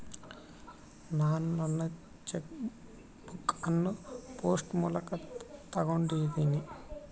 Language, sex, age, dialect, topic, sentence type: Kannada, male, 18-24, Central, banking, statement